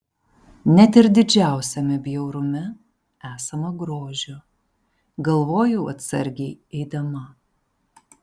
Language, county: Lithuanian, Panevėžys